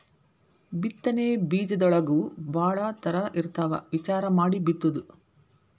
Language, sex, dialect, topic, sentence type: Kannada, female, Dharwad Kannada, agriculture, statement